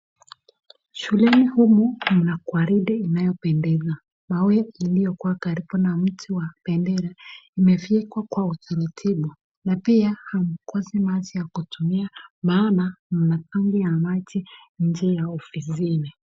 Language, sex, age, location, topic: Swahili, female, 25-35, Nakuru, education